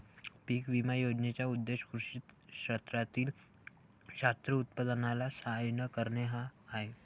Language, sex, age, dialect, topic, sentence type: Marathi, male, 18-24, Varhadi, agriculture, statement